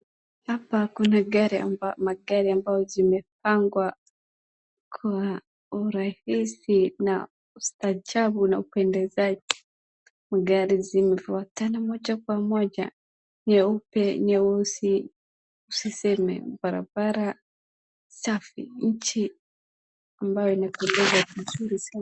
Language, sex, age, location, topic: Swahili, female, 36-49, Wajir, finance